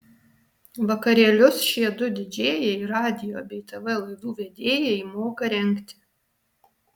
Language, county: Lithuanian, Alytus